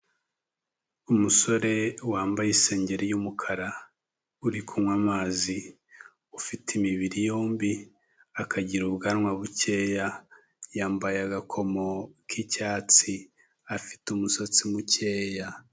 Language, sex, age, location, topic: Kinyarwanda, male, 25-35, Kigali, health